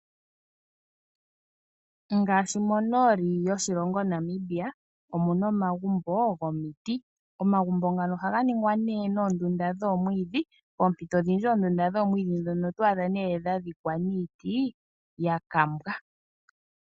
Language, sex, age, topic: Oshiwambo, female, 25-35, agriculture